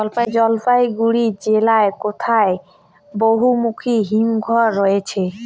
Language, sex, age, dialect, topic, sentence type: Bengali, female, 18-24, Rajbangshi, agriculture, question